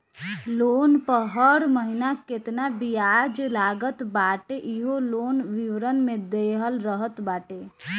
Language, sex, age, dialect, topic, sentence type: Bhojpuri, female, 18-24, Northern, banking, statement